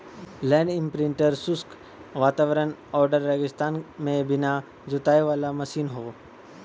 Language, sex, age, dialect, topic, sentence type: Bhojpuri, male, 18-24, Western, agriculture, statement